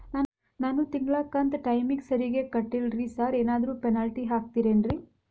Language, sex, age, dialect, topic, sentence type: Kannada, female, 25-30, Dharwad Kannada, banking, question